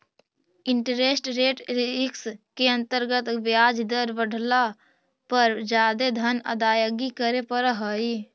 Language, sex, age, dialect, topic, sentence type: Magahi, female, 18-24, Central/Standard, agriculture, statement